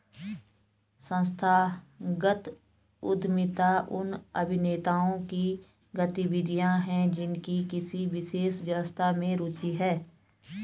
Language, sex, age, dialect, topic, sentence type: Hindi, female, 36-40, Garhwali, banking, statement